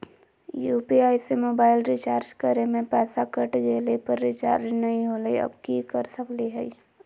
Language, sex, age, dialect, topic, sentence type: Magahi, male, 18-24, Southern, banking, question